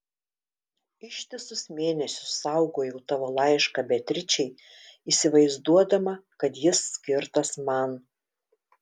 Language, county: Lithuanian, Telšiai